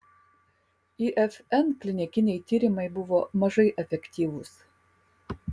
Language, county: Lithuanian, Kaunas